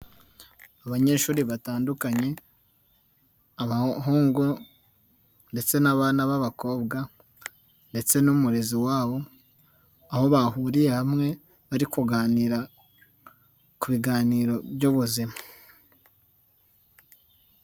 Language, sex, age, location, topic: Kinyarwanda, male, 18-24, Nyagatare, health